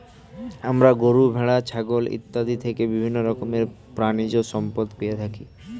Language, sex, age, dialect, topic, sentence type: Bengali, male, 18-24, Standard Colloquial, agriculture, statement